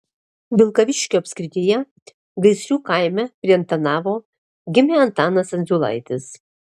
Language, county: Lithuanian, Alytus